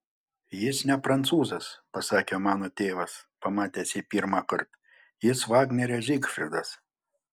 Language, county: Lithuanian, Panevėžys